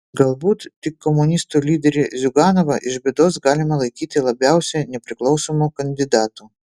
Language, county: Lithuanian, Vilnius